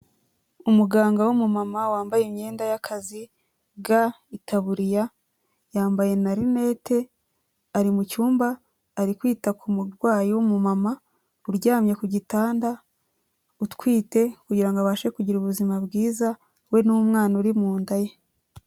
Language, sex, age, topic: Kinyarwanda, female, 25-35, health